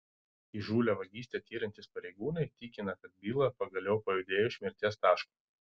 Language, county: Lithuanian, Vilnius